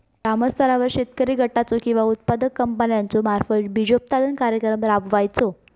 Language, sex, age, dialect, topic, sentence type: Marathi, female, 18-24, Southern Konkan, agriculture, question